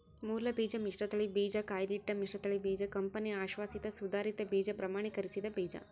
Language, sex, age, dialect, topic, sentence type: Kannada, female, 18-24, Central, agriculture, statement